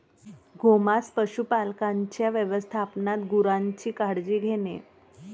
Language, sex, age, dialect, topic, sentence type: Marathi, male, 31-35, Varhadi, agriculture, statement